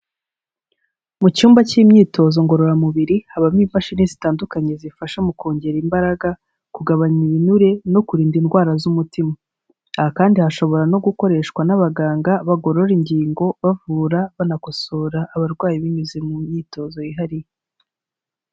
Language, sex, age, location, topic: Kinyarwanda, female, 25-35, Kigali, health